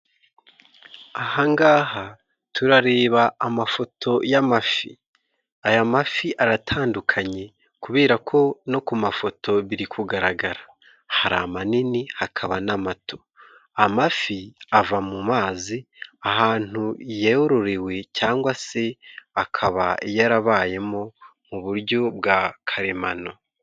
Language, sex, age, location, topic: Kinyarwanda, male, 25-35, Musanze, agriculture